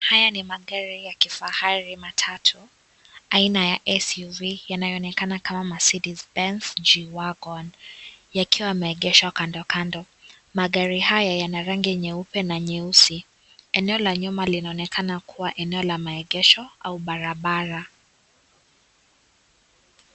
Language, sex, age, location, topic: Swahili, female, 18-24, Kisii, finance